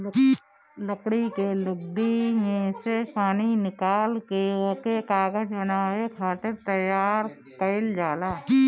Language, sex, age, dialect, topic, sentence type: Bhojpuri, female, 18-24, Northern, agriculture, statement